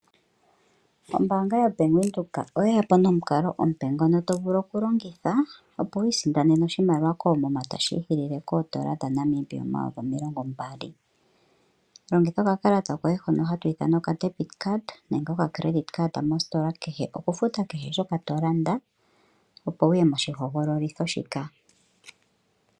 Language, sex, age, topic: Oshiwambo, female, 25-35, finance